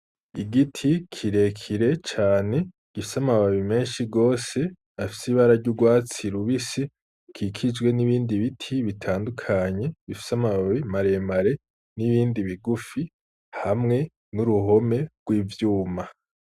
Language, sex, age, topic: Rundi, male, 18-24, agriculture